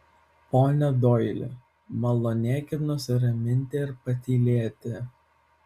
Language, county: Lithuanian, Vilnius